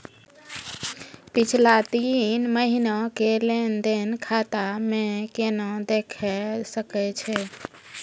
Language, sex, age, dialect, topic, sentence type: Maithili, female, 25-30, Angika, banking, question